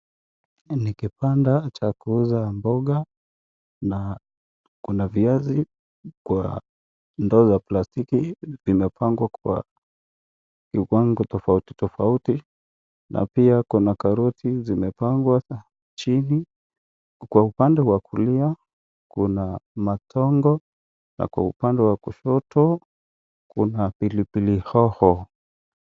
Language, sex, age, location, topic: Swahili, male, 25-35, Kisii, finance